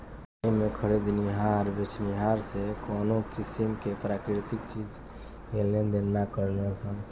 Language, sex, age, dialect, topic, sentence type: Bhojpuri, male, 18-24, Southern / Standard, banking, statement